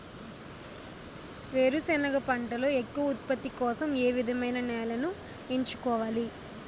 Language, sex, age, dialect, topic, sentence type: Telugu, male, 25-30, Utterandhra, agriculture, question